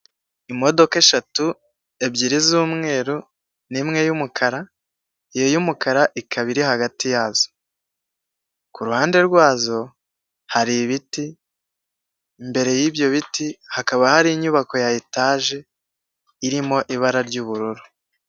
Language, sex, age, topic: Kinyarwanda, male, 18-24, government